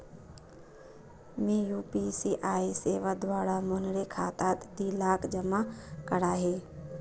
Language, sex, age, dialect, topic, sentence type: Magahi, female, 31-35, Northeastern/Surjapuri, banking, statement